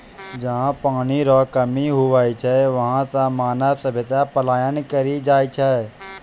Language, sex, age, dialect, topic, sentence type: Maithili, male, 18-24, Angika, agriculture, statement